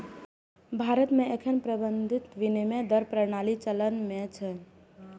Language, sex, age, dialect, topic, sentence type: Maithili, female, 18-24, Eastern / Thethi, banking, statement